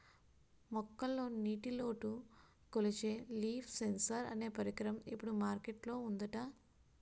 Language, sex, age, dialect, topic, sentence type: Telugu, female, 25-30, Utterandhra, agriculture, statement